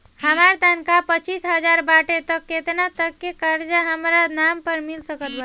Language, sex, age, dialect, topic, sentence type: Bhojpuri, female, 18-24, Southern / Standard, banking, question